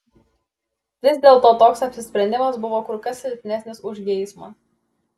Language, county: Lithuanian, Klaipėda